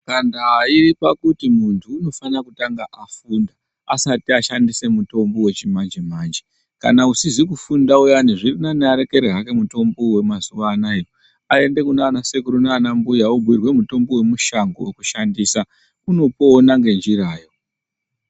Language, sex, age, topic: Ndau, female, 36-49, health